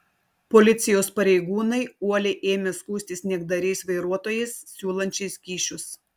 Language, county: Lithuanian, Telšiai